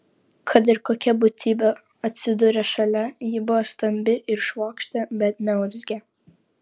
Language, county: Lithuanian, Vilnius